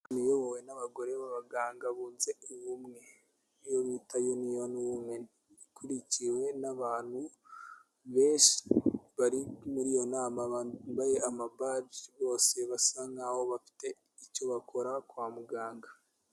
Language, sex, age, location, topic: Kinyarwanda, male, 18-24, Kigali, health